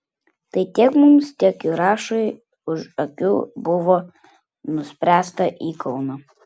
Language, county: Lithuanian, Klaipėda